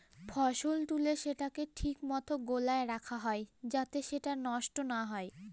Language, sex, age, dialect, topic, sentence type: Bengali, female, <18, Northern/Varendri, agriculture, statement